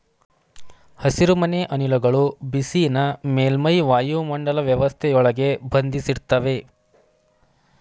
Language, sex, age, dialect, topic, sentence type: Kannada, male, 25-30, Mysore Kannada, agriculture, statement